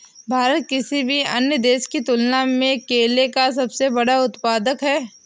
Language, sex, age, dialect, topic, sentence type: Hindi, female, 18-24, Awadhi Bundeli, agriculture, statement